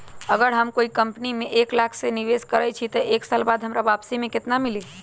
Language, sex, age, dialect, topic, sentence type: Magahi, female, 25-30, Western, banking, question